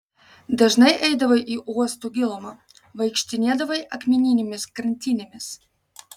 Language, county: Lithuanian, Marijampolė